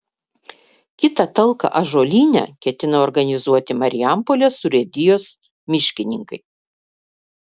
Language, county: Lithuanian, Vilnius